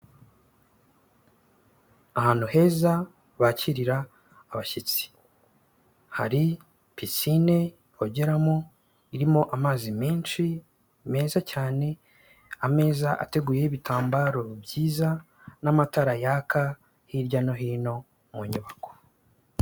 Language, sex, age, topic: Kinyarwanda, male, 25-35, finance